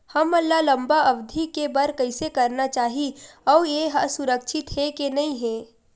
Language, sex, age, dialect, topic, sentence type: Chhattisgarhi, female, 18-24, Western/Budati/Khatahi, banking, question